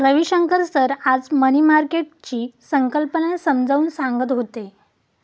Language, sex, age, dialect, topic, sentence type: Marathi, female, 18-24, Standard Marathi, banking, statement